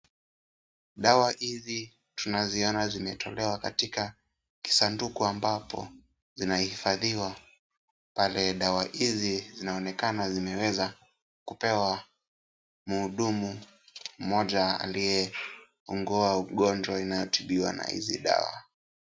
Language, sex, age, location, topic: Swahili, male, 18-24, Kisumu, health